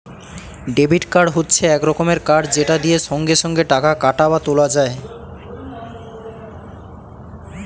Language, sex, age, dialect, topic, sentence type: Bengali, male, 18-24, Standard Colloquial, banking, statement